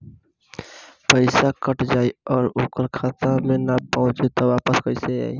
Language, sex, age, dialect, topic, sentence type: Bhojpuri, male, 18-24, Southern / Standard, banking, question